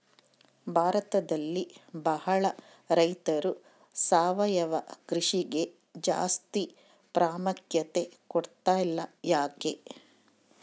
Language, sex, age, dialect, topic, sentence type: Kannada, female, 25-30, Central, agriculture, question